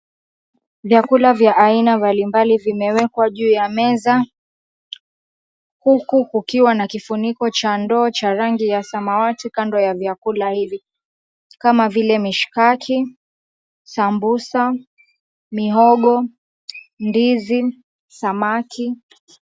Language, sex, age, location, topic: Swahili, female, 25-35, Mombasa, agriculture